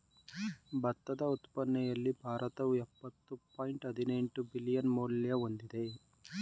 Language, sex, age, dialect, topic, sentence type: Kannada, male, 36-40, Mysore Kannada, agriculture, statement